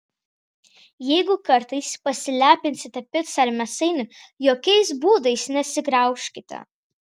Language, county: Lithuanian, Vilnius